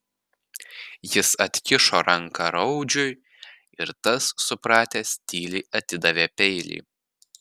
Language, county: Lithuanian, Panevėžys